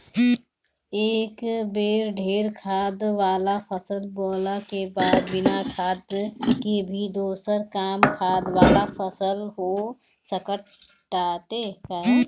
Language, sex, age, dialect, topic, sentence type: Bhojpuri, female, 25-30, Northern, agriculture, statement